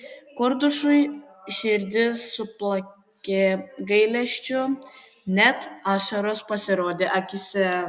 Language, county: Lithuanian, Kaunas